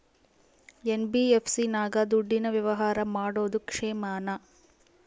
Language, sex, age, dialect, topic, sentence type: Kannada, female, 36-40, Central, banking, question